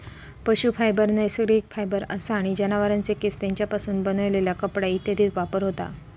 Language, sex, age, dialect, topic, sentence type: Marathi, female, 18-24, Southern Konkan, agriculture, statement